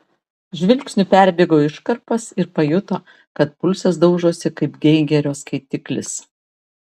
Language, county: Lithuanian, Vilnius